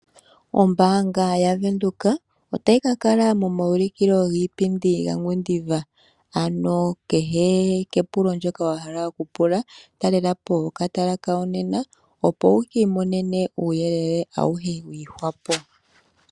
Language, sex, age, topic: Oshiwambo, female, 18-24, finance